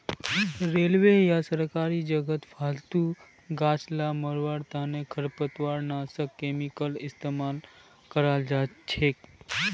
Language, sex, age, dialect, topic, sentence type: Magahi, male, 25-30, Northeastern/Surjapuri, agriculture, statement